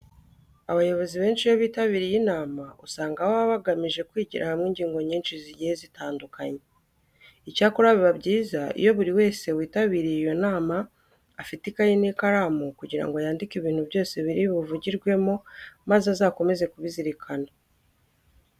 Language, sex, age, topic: Kinyarwanda, female, 25-35, education